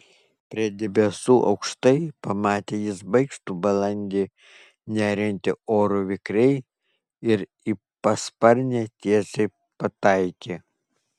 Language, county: Lithuanian, Kaunas